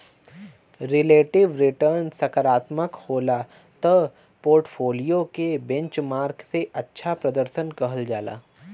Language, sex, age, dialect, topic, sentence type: Bhojpuri, male, 31-35, Western, banking, statement